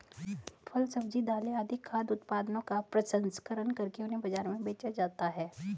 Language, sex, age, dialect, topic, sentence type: Hindi, female, 36-40, Hindustani Malvi Khadi Boli, agriculture, statement